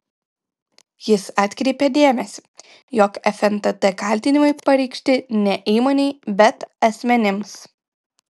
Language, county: Lithuanian, Kaunas